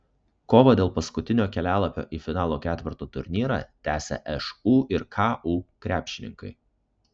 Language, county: Lithuanian, Kaunas